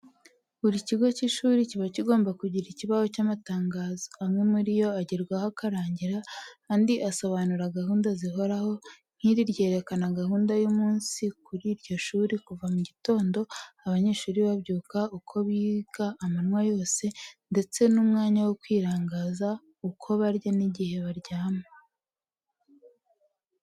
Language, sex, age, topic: Kinyarwanda, female, 18-24, education